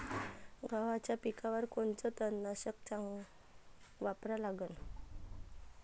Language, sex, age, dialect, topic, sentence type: Marathi, female, 25-30, Varhadi, agriculture, question